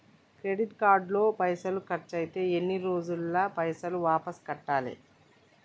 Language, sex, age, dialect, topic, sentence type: Telugu, male, 31-35, Telangana, banking, question